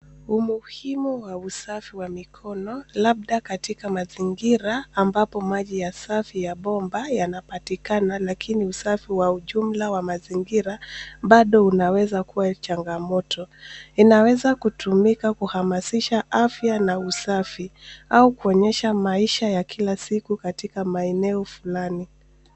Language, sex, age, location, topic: Swahili, female, 25-35, Nairobi, health